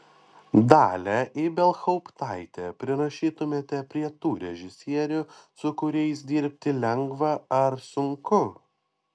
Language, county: Lithuanian, Panevėžys